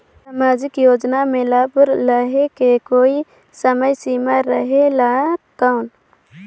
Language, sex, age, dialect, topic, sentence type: Chhattisgarhi, female, 18-24, Northern/Bhandar, banking, question